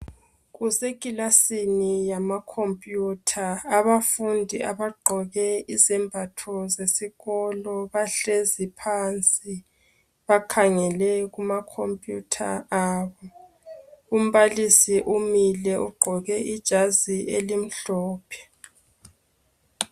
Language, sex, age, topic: North Ndebele, female, 25-35, education